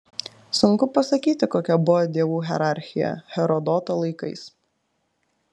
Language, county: Lithuanian, Klaipėda